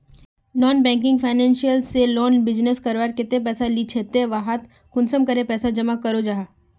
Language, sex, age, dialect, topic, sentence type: Magahi, female, 18-24, Northeastern/Surjapuri, banking, question